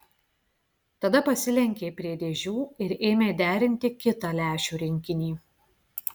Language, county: Lithuanian, Klaipėda